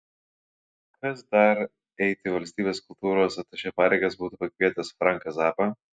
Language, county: Lithuanian, Kaunas